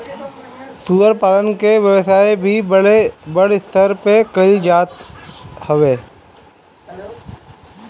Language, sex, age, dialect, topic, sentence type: Bhojpuri, male, 36-40, Northern, agriculture, statement